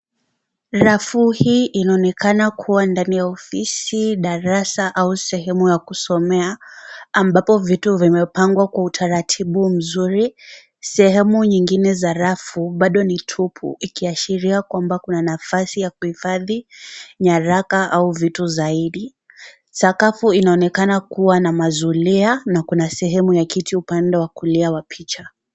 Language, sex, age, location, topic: Swahili, female, 18-24, Kisii, education